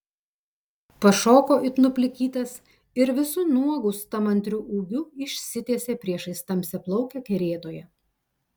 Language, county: Lithuanian, Telšiai